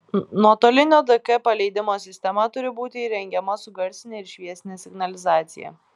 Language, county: Lithuanian, Klaipėda